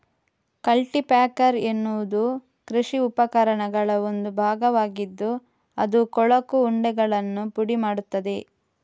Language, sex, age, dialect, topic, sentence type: Kannada, female, 25-30, Coastal/Dakshin, agriculture, statement